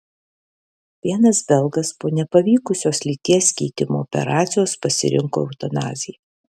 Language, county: Lithuanian, Alytus